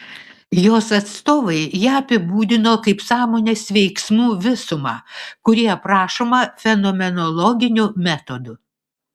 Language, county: Lithuanian, Vilnius